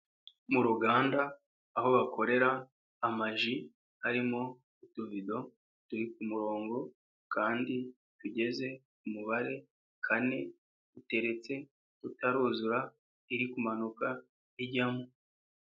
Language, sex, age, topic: Kinyarwanda, male, 25-35, agriculture